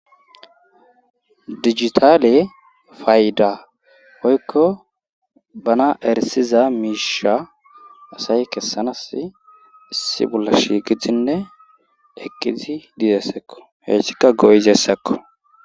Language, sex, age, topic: Gamo, male, 18-24, government